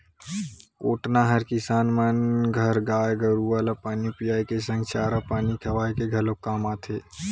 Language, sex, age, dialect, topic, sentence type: Chhattisgarhi, male, 18-24, Western/Budati/Khatahi, agriculture, statement